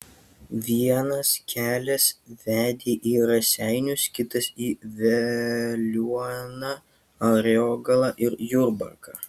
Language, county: Lithuanian, Kaunas